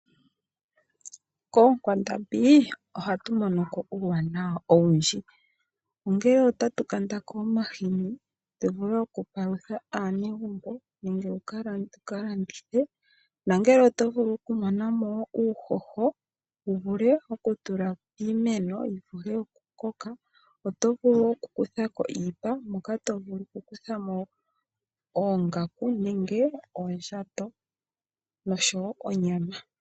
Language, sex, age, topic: Oshiwambo, female, 25-35, agriculture